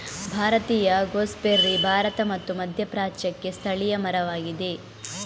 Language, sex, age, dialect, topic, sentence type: Kannada, female, 18-24, Coastal/Dakshin, agriculture, statement